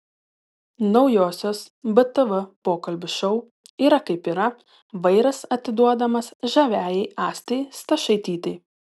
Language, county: Lithuanian, Telšiai